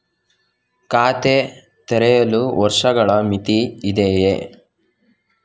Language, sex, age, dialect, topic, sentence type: Kannada, male, 18-24, Coastal/Dakshin, banking, question